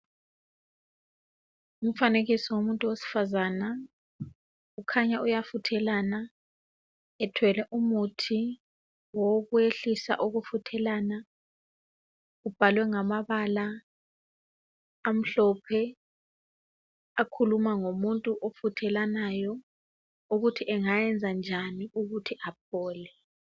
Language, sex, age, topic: North Ndebele, female, 36-49, health